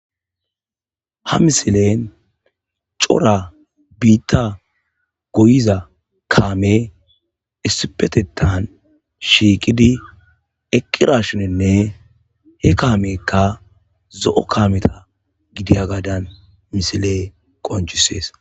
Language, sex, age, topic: Gamo, male, 25-35, agriculture